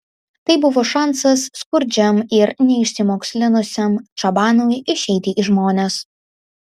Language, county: Lithuanian, Vilnius